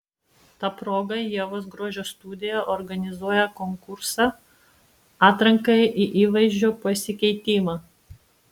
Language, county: Lithuanian, Vilnius